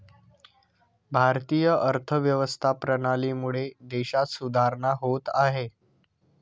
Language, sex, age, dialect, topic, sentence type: Marathi, male, 25-30, Standard Marathi, banking, statement